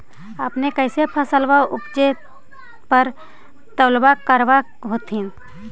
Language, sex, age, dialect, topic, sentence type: Magahi, female, 51-55, Central/Standard, agriculture, question